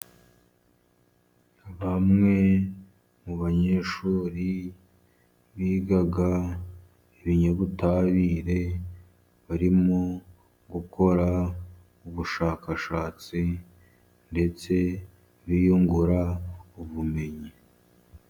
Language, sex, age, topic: Kinyarwanda, male, 50+, education